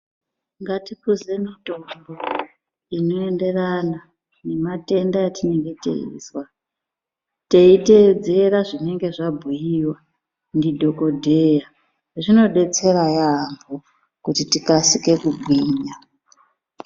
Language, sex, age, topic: Ndau, female, 36-49, health